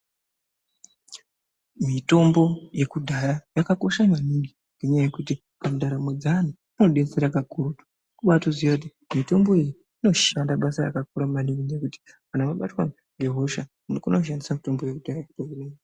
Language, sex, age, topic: Ndau, male, 50+, health